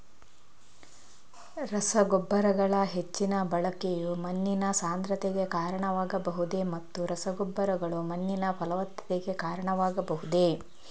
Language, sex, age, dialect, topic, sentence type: Kannada, female, 41-45, Coastal/Dakshin, agriculture, question